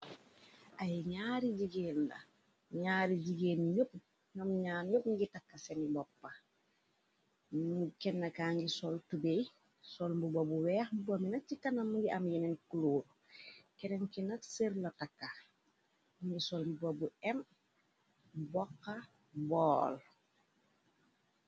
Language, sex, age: Wolof, female, 36-49